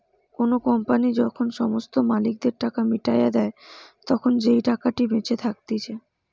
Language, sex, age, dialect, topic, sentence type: Bengali, female, 18-24, Western, banking, statement